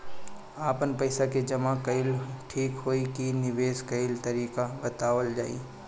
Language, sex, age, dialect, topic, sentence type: Bhojpuri, female, 31-35, Northern, banking, question